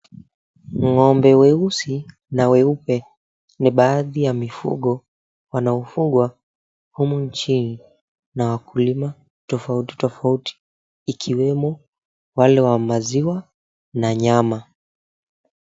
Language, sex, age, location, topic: Swahili, male, 18-24, Mombasa, agriculture